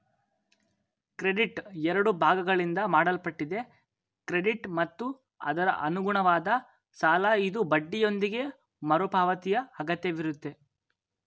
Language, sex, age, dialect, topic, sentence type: Kannada, male, 18-24, Mysore Kannada, banking, statement